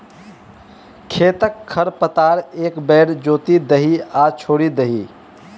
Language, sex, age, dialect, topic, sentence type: Maithili, male, 18-24, Bajjika, agriculture, statement